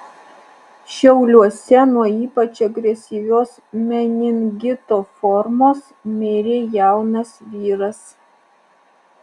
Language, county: Lithuanian, Alytus